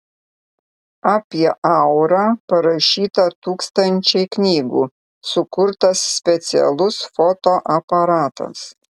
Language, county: Lithuanian, Vilnius